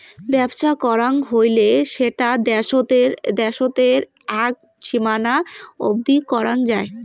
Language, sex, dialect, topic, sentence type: Bengali, female, Rajbangshi, banking, statement